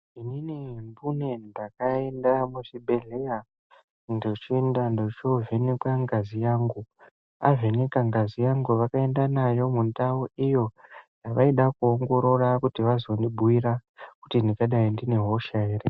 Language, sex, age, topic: Ndau, female, 18-24, health